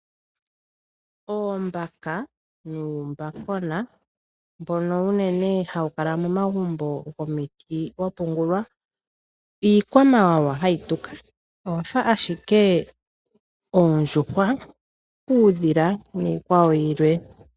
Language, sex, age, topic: Oshiwambo, female, 25-35, agriculture